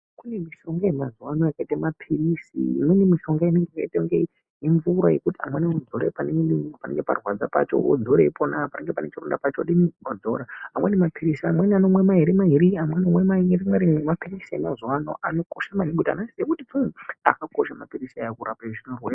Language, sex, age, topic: Ndau, male, 18-24, health